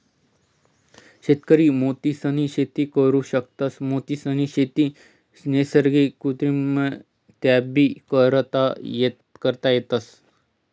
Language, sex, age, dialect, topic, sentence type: Marathi, male, 36-40, Northern Konkan, agriculture, statement